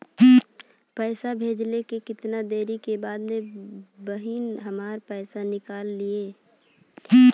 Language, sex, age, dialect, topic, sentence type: Bhojpuri, female, 18-24, Western, banking, question